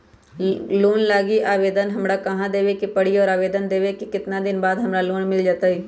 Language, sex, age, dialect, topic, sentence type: Magahi, male, 18-24, Western, banking, question